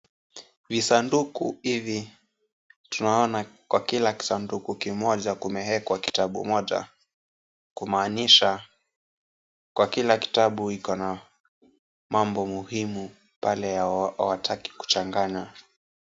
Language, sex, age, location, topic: Swahili, male, 18-24, Kisumu, education